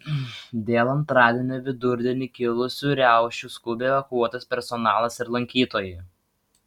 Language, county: Lithuanian, Vilnius